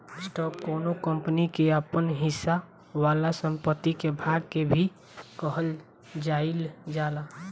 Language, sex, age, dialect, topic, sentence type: Bhojpuri, female, 18-24, Southern / Standard, banking, statement